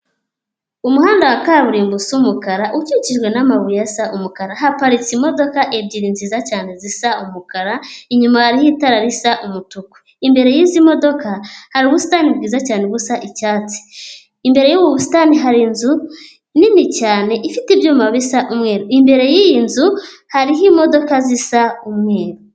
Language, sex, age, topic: Kinyarwanda, female, 18-24, government